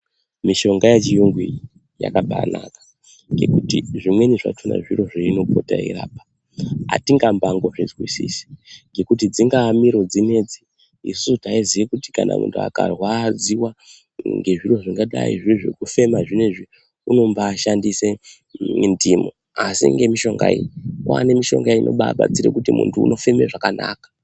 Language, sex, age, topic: Ndau, male, 18-24, health